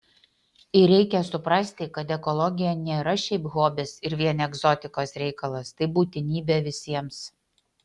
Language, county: Lithuanian, Utena